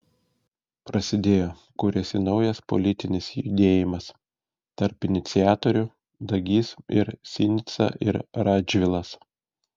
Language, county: Lithuanian, Šiauliai